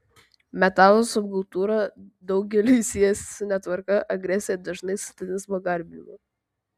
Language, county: Lithuanian, Vilnius